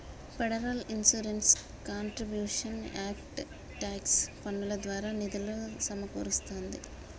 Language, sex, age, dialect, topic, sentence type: Telugu, female, 25-30, Telangana, banking, statement